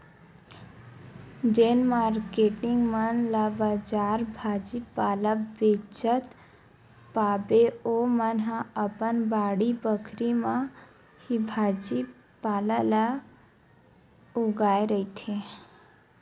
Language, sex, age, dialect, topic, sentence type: Chhattisgarhi, female, 18-24, Western/Budati/Khatahi, agriculture, statement